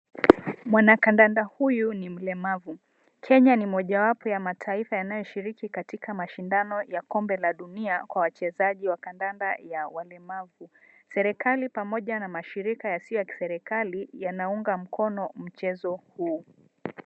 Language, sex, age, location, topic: Swahili, female, 25-35, Mombasa, education